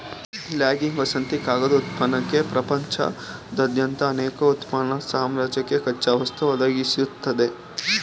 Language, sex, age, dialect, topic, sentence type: Kannada, male, 18-24, Mysore Kannada, agriculture, statement